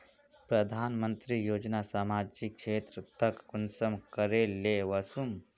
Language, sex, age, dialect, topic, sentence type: Magahi, male, 18-24, Northeastern/Surjapuri, banking, question